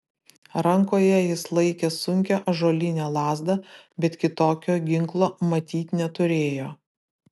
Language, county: Lithuanian, Utena